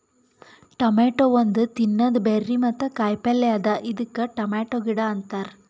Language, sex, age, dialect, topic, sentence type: Kannada, female, 18-24, Northeastern, agriculture, statement